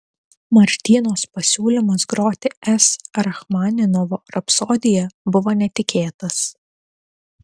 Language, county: Lithuanian, Telšiai